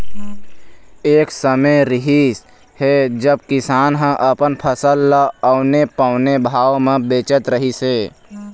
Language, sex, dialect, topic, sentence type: Chhattisgarhi, male, Eastern, agriculture, statement